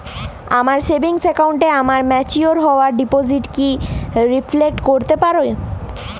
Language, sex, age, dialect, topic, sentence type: Bengali, female, 18-24, Jharkhandi, banking, question